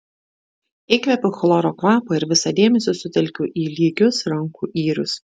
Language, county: Lithuanian, Šiauliai